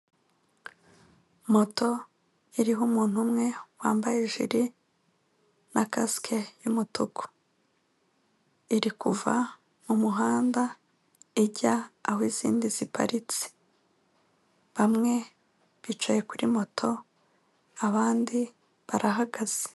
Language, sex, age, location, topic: Kinyarwanda, female, 25-35, Kigali, government